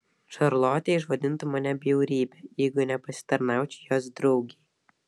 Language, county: Lithuanian, Vilnius